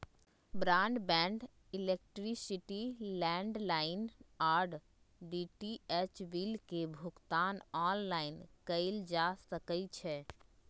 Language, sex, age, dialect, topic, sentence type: Magahi, female, 25-30, Western, banking, statement